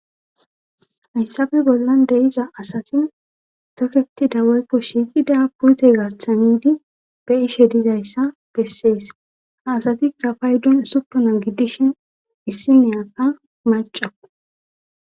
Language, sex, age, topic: Gamo, female, 18-24, government